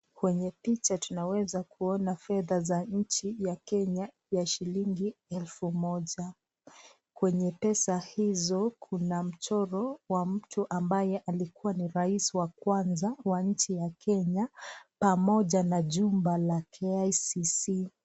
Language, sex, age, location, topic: Swahili, female, 25-35, Nakuru, finance